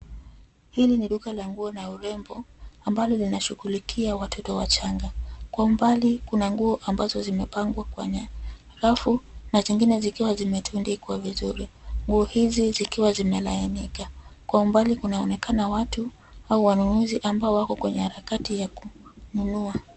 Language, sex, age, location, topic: Swahili, female, 25-35, Nairobi, finance